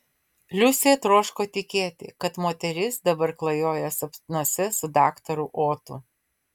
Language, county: Lithuanian, Vilnius